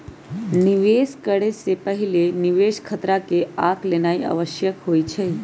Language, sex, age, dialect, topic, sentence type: Magahi, female, 31-35, Western, banking, statement